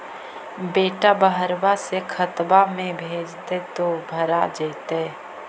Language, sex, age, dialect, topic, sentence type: Magahi, female, 25-30, Central/Standard, banking, question